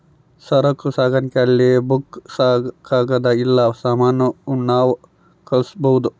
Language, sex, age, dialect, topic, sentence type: Kannada, male, 31-35, Central, banking, statement